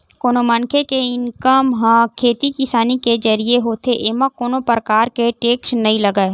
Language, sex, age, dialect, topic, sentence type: Chhattisgarhi, male, 18-24, Western/Budati/Khatahi, banking, statement